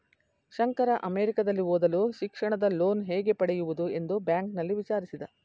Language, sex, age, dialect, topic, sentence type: Kannada, female, 56-60, Mysore Kannada, banking, statement